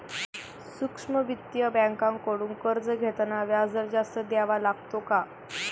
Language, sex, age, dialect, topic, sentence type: Marathi, female, 18-24, Standard Marathi, banking, question